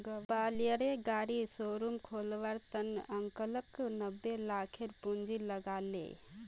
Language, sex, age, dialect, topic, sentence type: Magahi, female, 18-24, Northeastern/Surjapuri, banking, statement